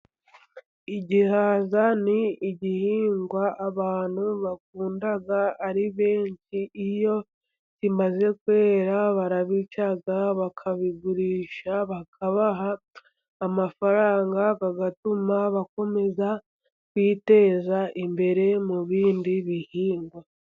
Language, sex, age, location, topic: Kinyarwanda, female, 50+, Musanze, agriculture